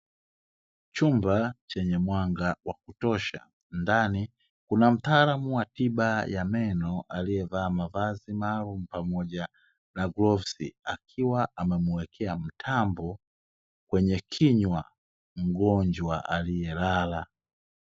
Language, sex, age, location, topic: Swahili, male, 25-35, Dar es Salaam, health